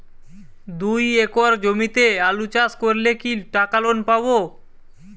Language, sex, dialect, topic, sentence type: Bengali, male, Western, agriculture, question